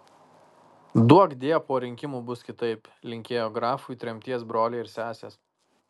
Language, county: Lithuanian, Kaunas